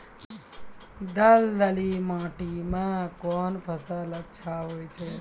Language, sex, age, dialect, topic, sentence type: Maithili, male, 60-100, Angika, agriculture, question